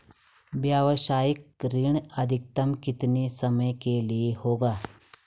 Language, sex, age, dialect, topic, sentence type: Hindi, female, 36-40, Garhwali, banking, question